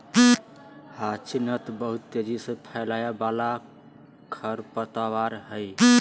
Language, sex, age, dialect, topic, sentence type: Magahi, male, 36-40, Southern, agriculture, statement